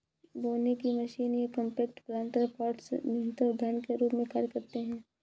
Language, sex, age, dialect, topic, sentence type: Hindi, female, 56-60, Kanauji Braj Bhasha, agriculture, statement